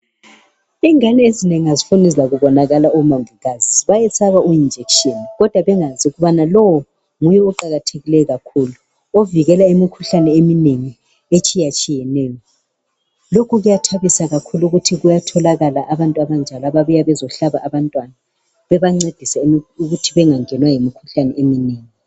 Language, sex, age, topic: North Ndebele, male, 36-49, health